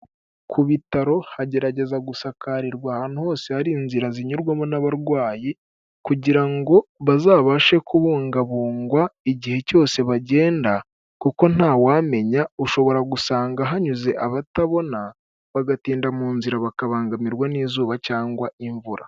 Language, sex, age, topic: Kinyarwanda, male, 18-24, government